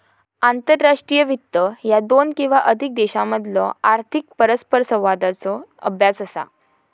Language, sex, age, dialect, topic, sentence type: Marathi, female, 18-24, Southern Konkan, banking, statement